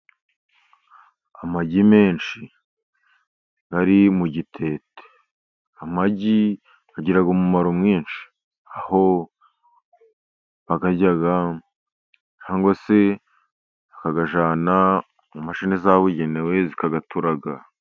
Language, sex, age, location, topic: Kinyarwanda, male, 50+, Musanze, agriculture